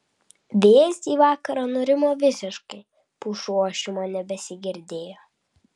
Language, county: Lithuanian, Vilnius